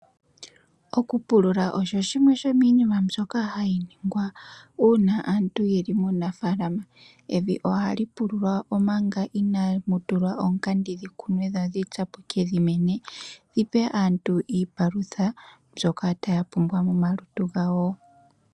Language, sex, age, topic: Oshiwambo, female, 18-24, agriculture